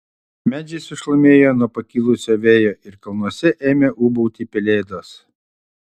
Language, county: Lithuanian, Utena